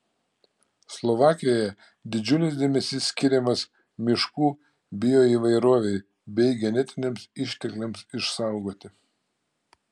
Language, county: Lithuanian, Klaipėda